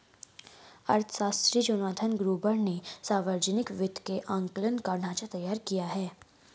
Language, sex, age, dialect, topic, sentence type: Hindi, female, 36-40, Hindustani Malvi Khadi Boli, banking, statement